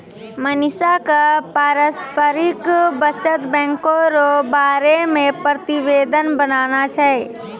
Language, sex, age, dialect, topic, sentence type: Maithili, female, 18-24, Angika, banking, statement